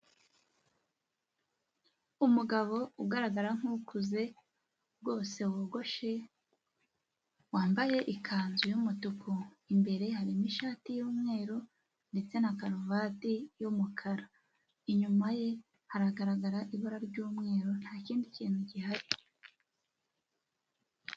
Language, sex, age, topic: Kinyarwanda, female, 18-24, government